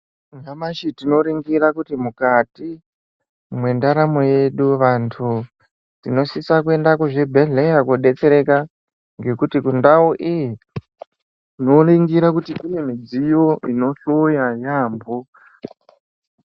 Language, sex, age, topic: Ndau, male, 18-24, health